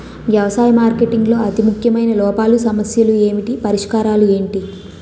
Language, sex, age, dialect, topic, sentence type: Telugu, female, 18-24, Utterandhra, agriculture, question